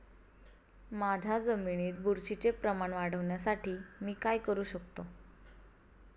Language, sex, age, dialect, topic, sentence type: Marathi, female, 18-24, Standard Marathi, agriculture, question